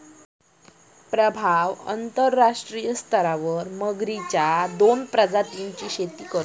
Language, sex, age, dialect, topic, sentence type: Marathi, female, 25-30, Southern Konkan, agriculture, statement